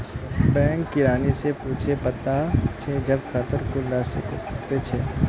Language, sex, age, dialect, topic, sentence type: Magahi, male, 25-30, Northeastern/Surjapuri, banking, statement